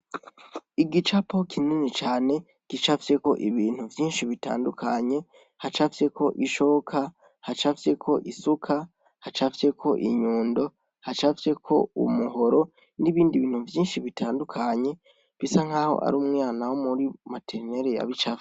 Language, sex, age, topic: Rundi, female, 18-24, education